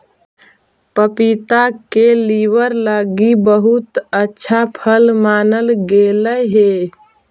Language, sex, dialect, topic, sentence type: Magahi, female, Central/Standard, agriculture, statement